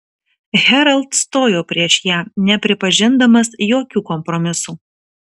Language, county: Lithuanian, Kaunas